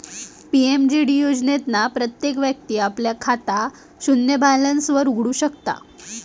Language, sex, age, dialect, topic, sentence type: Marathi, female, 18-24, Southern Konkan, banking, statement